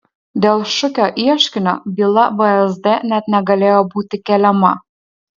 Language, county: Lithuanian, Alytus